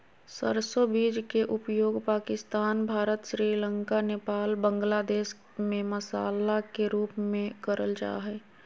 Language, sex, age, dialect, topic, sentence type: Magahi, female, 25-30, Southern, agriculture, statement